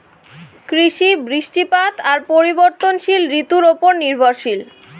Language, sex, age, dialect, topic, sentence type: Bengali, female, 18-24, Rajbangshi, agriculture, statement